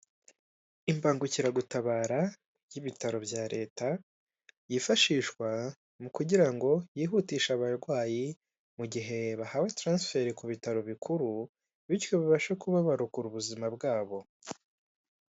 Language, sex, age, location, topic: Kinyarwanda, male, 18-24, Kigali, government